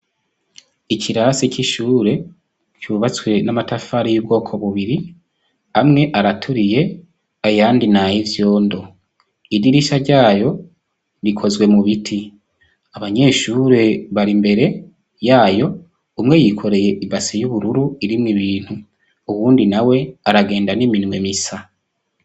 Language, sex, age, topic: Rundi, male, 25-35, education